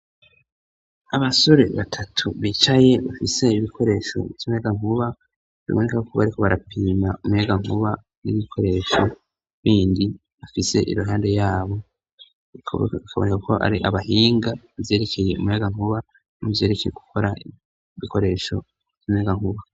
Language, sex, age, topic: Rundi, male, 25-35, education